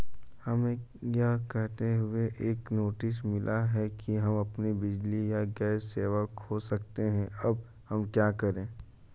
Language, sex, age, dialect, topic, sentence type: Hindi, male, 25-30, Hindustani Malvi Khadi Boli, banking, question